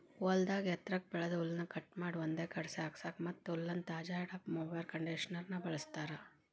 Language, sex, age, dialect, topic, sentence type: Kannada, female, 31-35, Dharwad Kannada, agriculture, statement